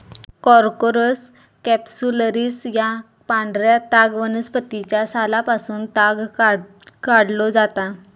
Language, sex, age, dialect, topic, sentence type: Marathi, female, 25-30, Southern Konkan, agriculture, statement